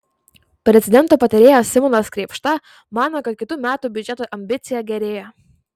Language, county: Lithuanian, Vilnius